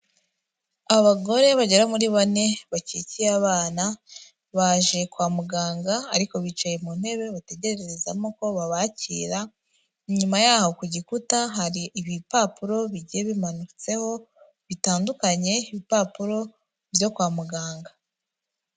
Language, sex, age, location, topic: Kinyarwanda, female, 18-24, Kigali, health